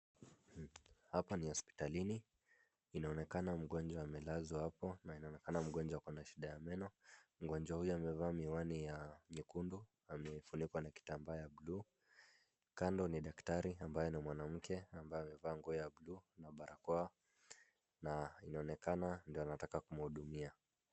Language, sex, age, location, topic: Swahili, male, 25-35, Wajir, health